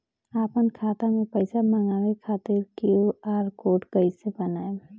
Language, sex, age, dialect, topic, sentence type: Bhojpuri, female, 25-30, Southern / Standard, banking, question